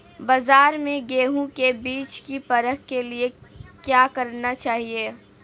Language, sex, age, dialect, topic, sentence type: Hindi, female, 18-24, Marwari Dhudhari, agriculture, question